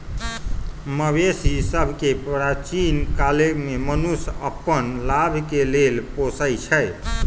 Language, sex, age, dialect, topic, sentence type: Magahi, male, 31-35, Western, agriculture, statement